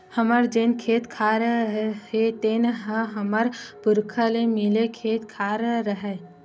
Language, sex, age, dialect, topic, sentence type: Chhattisgarhi, female, 18-24, Western/Budati/Khatahi, agriculture, statement